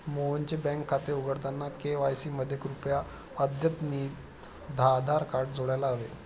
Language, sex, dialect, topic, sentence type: Marathi, male, Standard Marathi, banking, statement